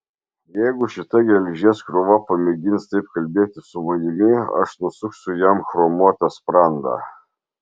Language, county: Lithuanian, Marijampolė